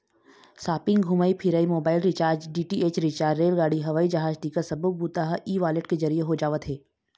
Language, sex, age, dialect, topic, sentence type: Chhattisgarhi, female, 31-35, Eastern, banking, statement